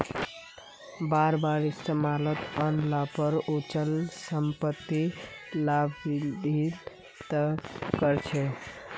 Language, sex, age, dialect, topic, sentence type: Magahi, male, 18-24, Northeastern/Surjapuri, banking, statement